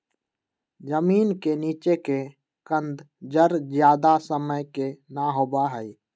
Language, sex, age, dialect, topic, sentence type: Magahi, male, 18-24, Western, agriculture, statement